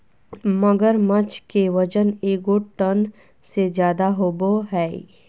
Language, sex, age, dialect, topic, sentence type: Magahi, female, 41-45, Southern, agriculture, statement